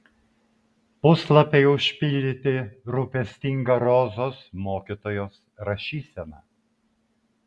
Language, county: Lithuanian, Vilnius